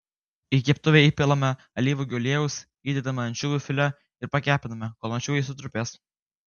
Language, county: Lithuanian, Kaunas